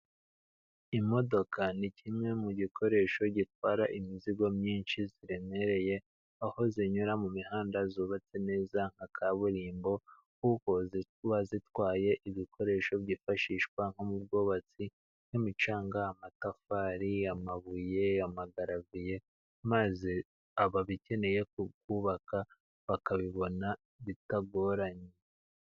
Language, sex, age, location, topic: Kinyarwanda, male, 36-49, Musanze, government